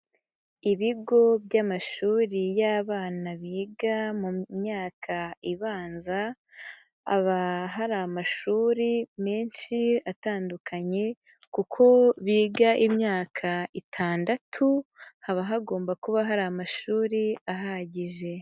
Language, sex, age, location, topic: Kinyarwanda, female, 18-24, Nyagatare, education